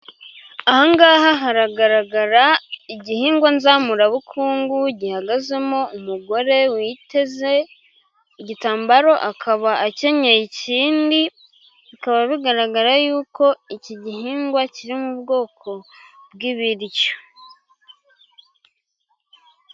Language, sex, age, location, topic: Kinyarwanda, female, 18-24, Gakenke, agriculture